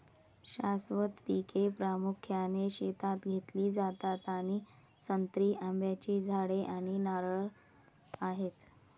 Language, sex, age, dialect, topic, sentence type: Marathi, female, 60-100, Varhadi, agriculture, statement